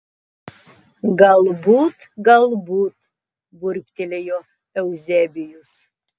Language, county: Lithuanian, Tauragė